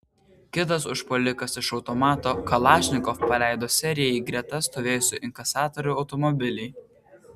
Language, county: Lithuanian, Vilnius